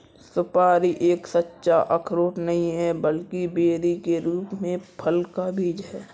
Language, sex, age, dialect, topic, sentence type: Hindi, male, 60-100, Kanauji Braj Bhasha, agriculture, statement